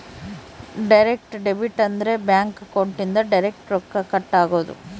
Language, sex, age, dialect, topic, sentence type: Kannada, female, 18-24, Central, banking, statement